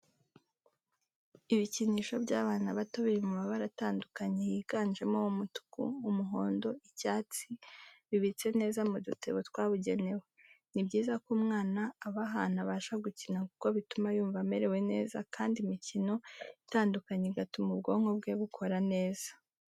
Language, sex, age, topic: Kinyarwanda, female, 25-35, education